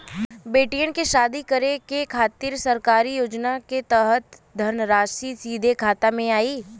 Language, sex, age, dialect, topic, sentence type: Bhojpuri, female, 18-24, Western, banking, question